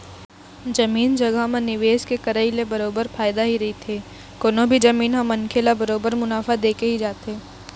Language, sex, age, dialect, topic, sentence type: Chhattisgarhi, female, 18-24, Eastern, banking, statement